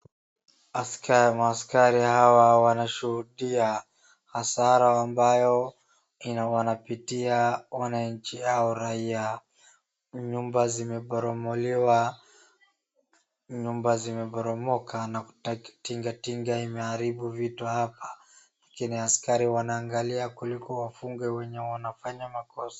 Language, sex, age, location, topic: Swahili, female, 36-49, Wajir, health